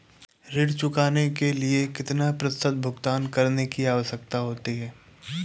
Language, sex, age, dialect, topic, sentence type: Hindi, male, 18-24, Awadhi Bundeli, banking, question